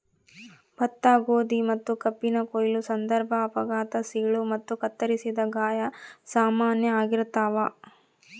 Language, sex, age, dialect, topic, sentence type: Kannada, female, 31-35, Central, agriculture, statement